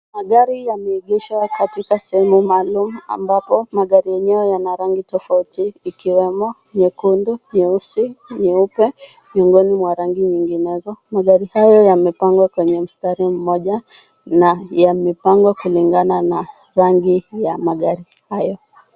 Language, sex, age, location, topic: Swahili, female, 18-24, Kisumu, finance